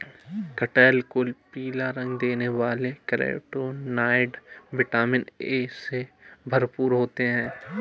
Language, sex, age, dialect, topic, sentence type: Hindi, male, 18-24, Awadhi Bundeli, agriculture, statement